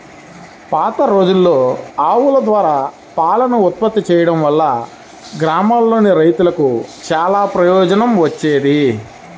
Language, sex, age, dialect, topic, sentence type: Telugu, male, 31-35, Central/Coastal, agriculture, statement